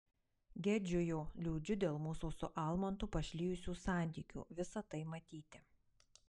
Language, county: Lithuanian, Marijampolė